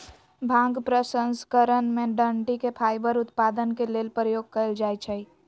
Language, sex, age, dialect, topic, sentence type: Magahi, female, 56-60, Western, agriculture, statement